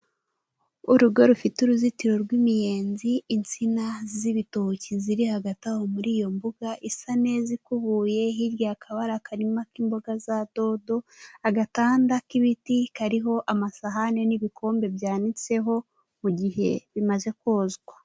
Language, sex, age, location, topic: Kinyarwanda, female, 18-24, Kigali, health